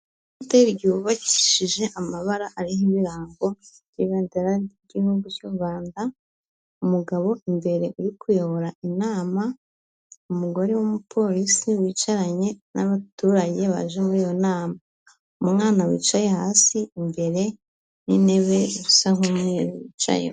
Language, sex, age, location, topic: Kinyarwanda, female, 25-35, Kigali, health